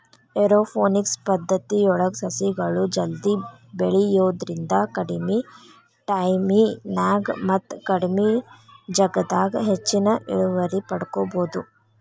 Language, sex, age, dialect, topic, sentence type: Kannada, female, 18-24, Dharwad Kannada, agriculture, statement